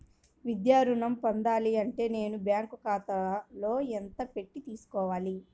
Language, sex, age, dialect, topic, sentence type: Telugu, male, 25-30, Central/Coastal, banking, question